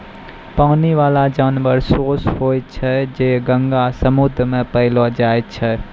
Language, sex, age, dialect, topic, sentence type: Maithili, male, 18-24, Angika, agriculture, statement